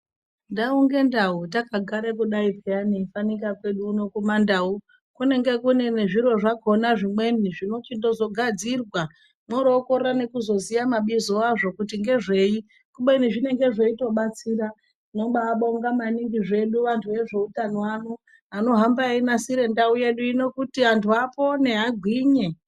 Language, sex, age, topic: Ndau, female, 36-49, health